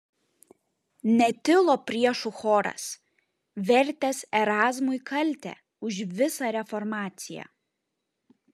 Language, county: Lithuanian, Šiauliai